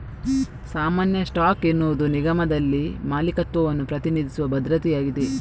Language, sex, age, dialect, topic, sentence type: Kannada, female, 25-30, Coastal/Dakshin, banking, statement